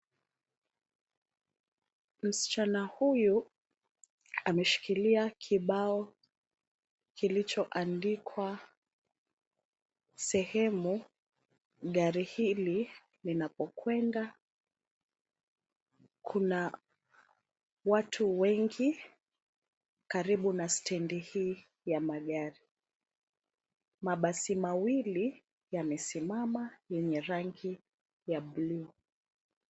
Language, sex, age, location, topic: Swahili, female, 25-35, Nairobi, government